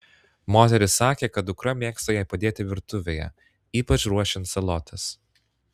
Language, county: Lithuanian, Klaipėda